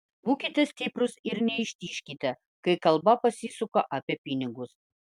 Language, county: Lithuanian, Vilnius